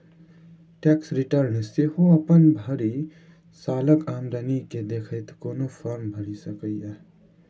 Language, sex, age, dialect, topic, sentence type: Maithili, male, 18-24, Bajjika, banking, statement